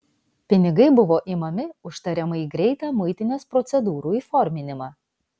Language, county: Lithuanian, Vilnius